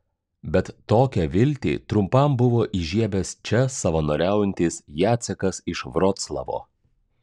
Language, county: Lithuanian, Klaipėda